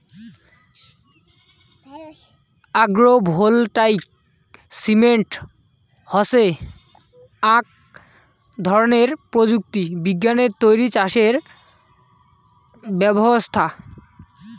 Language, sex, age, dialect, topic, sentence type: Bengali, male, 18-24, Rajbangshi, agriculture, statement